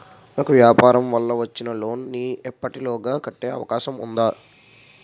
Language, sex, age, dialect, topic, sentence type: Telugu, male, 51-55, Utterandhra, banking, question